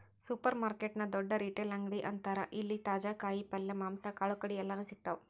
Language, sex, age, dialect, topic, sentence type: Kannada, female, 18-24, Dharwad Kannada, agriculture, statement